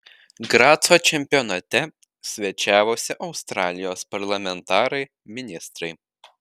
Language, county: Lithuanian, Panevėžys